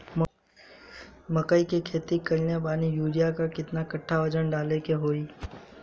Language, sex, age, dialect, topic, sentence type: Bhojpuri, male, 18-24, Southern / Standard, agriculture, question